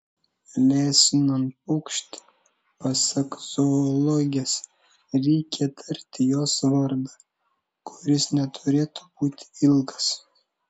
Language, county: Lithuanian, Šiauliai